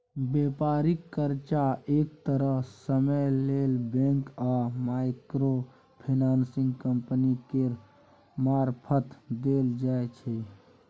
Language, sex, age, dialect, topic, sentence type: Maithili, male, 56-60, Bajjika, banking, statement